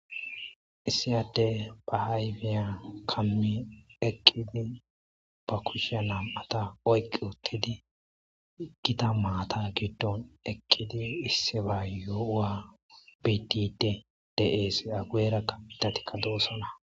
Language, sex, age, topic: Gamo, male, 25-35, agriculture